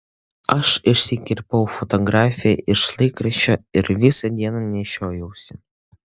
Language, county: Lithuanian, Utena